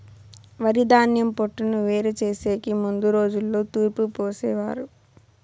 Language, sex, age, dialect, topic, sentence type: Telugu, female, 18-24, Southern, agriculture, statement